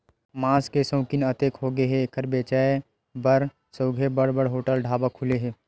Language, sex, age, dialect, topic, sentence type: Chhattisgarhi, male, 18-24, Western/Budati/Khatahi, agriculture, statement